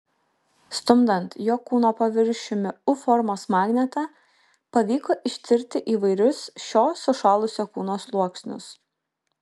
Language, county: Lithuanian, Kaunas